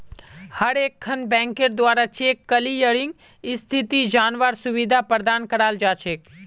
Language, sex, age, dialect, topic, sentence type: Magahi, male, 18-24, Northeastern/Surjapuri, banking, statement